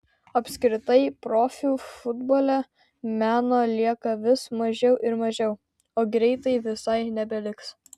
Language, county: Lithuanian, Vilnius